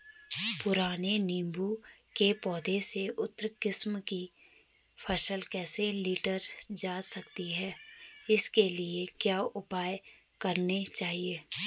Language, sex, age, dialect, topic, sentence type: Hindi, female, 25-30, Garhwali, agriculture, question